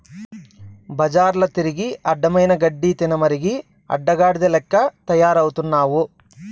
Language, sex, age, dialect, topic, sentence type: Telugu, male, 31-35, Southern, agriculture, statement